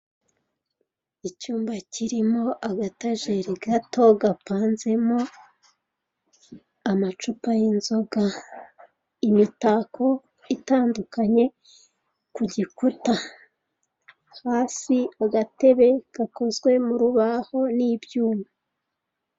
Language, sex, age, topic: Kinyarwanda, female, 36-49, finance